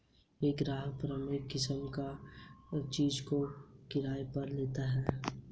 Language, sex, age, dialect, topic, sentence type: Hindi, male, 18-24, Hindustani Malvi Khadi Boli, banking, statement